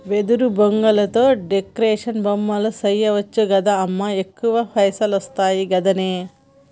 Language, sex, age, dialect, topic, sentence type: Telugu, female, 31-35, Telangana, agriculture, statement